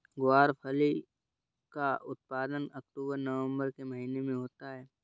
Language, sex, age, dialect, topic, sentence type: Hindi, male, 31-35, Awadhi Bundeli, agriculture, statement